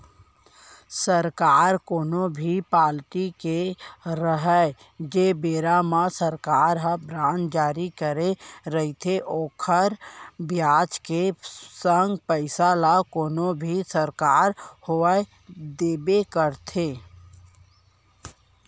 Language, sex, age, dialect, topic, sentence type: Chhattisgarhi, female, 18-24, Central, banking, statement